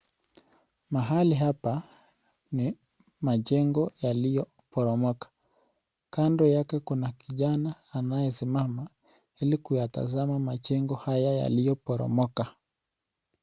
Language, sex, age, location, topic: Swahili, male, 18-24, Nakuru, health